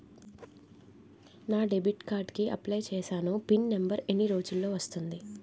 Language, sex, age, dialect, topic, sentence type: Telugu, female, 25-30, Utterandhra, banking, question